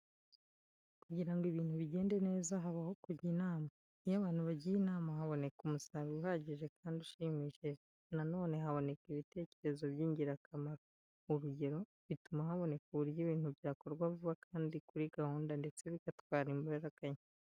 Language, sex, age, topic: Kinyarwanda, female, 25-35, education